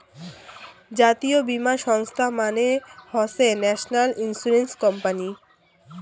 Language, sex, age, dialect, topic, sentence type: Bengali, female, 18-24, Rajbangshi, banking, statement